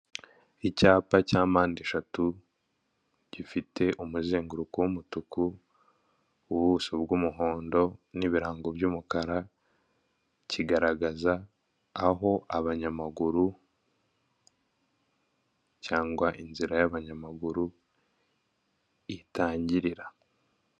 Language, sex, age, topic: Kinyarwanda, male, 25-35, government